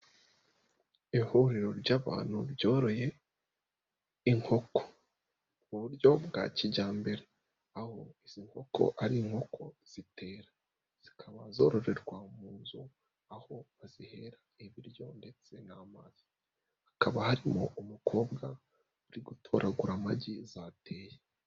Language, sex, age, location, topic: Kinyarwanda, female, 36-49, Nyagatare, finance